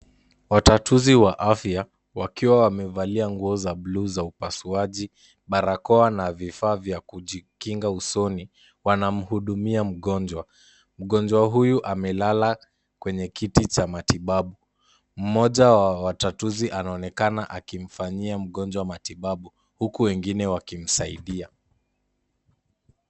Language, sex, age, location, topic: Swahili, male, 18-24, Kisumu, health